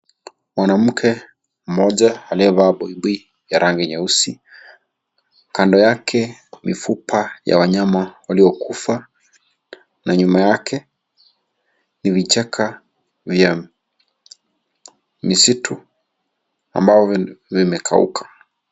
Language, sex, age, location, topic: Swahili, male, 25-35, Kisii, health